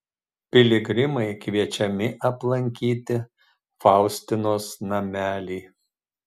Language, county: Lithuanian, Marijampolė